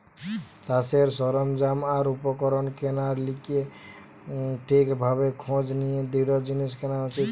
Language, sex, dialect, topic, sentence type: Bengali, male, Western, agriculture, statement